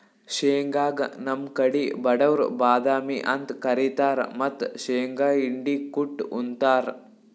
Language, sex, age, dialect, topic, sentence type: Kannada, male, 18-24, Northeastern, agriculture, statement